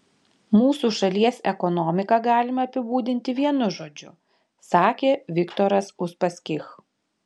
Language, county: Lithuanian, Panevėžys